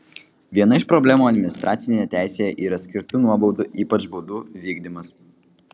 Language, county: Lithuanian, Vilnius